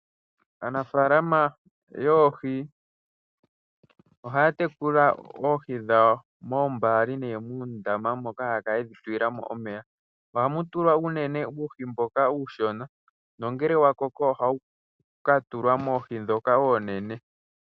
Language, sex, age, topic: Oshiwambo, male, 18-24, agriculture